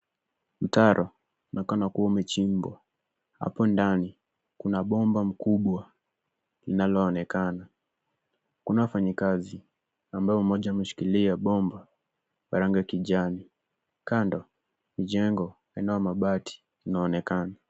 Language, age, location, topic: Swahili, 18-24, Nairobi, government